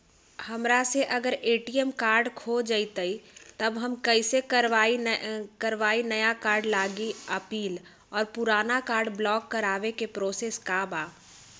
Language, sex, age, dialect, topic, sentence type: Magahi, female, 31-35, Western, banking, question